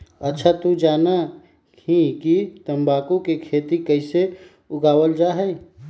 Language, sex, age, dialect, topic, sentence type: Magahi, male, 36-40, Western, agriculture, statement